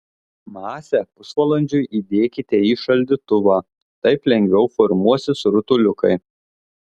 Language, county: Lithuanian, Telšiai